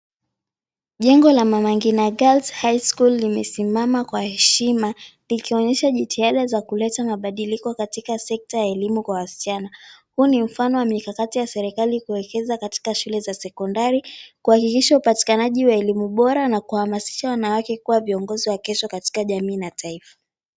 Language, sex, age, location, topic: Swahili, female, 18-24, Mombasa, education